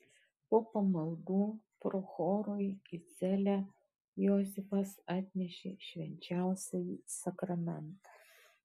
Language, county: Lithuanian, Kaunas